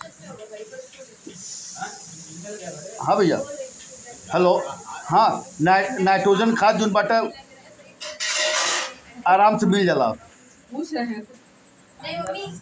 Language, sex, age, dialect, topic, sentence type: Bhojpuri, male, 51-55, Northern, agriculture, statement